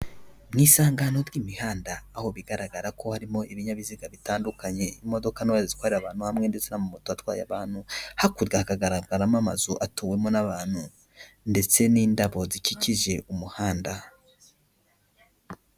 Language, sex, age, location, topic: Kinyarwanda, male, 18-24, Kigali, government